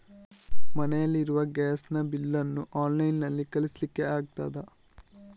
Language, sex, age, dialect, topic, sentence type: Kannada, male, 41-45, Coastal/Dakshin, banking, question